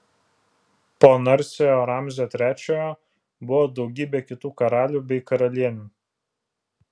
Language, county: Lithuanian, Vilnius